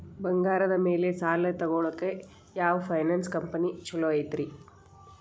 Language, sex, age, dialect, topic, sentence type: Kannada, female, 36-40, Dharwad Kannada, banking, question